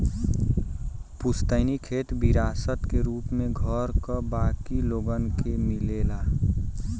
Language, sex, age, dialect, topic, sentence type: Bhojpuri, male, 18-24, Western, agriculture, statement